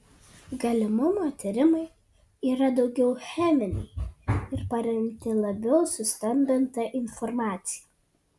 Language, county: Lithuanian, Kaunas